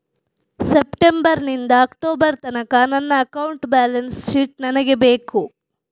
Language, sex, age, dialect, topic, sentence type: Kannada, female, 46-50, Coastal/Dakshin, banking, question